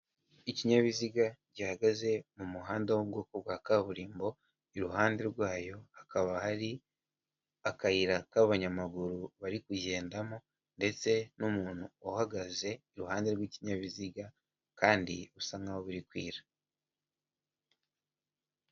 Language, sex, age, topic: Kinyarwanda, male, 18-24, government